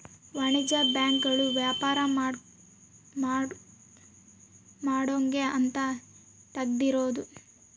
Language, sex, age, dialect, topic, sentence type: Kannada, female, 18-24, Central, banking, statement